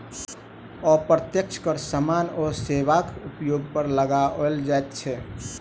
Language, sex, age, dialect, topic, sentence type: Maithili, male, 18-24, Southern/Standard, banking, statement